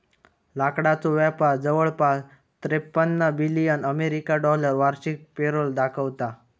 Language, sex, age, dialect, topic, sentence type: Marathi, male, 18-24, Southern Konkan, agriculture, statement